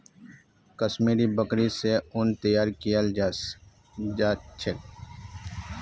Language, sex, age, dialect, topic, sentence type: Magahi, male, 25-30, Northeastern/Surjapuri, agriculture, statement